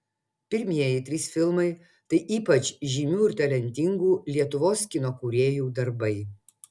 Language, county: Lithuanian, Utena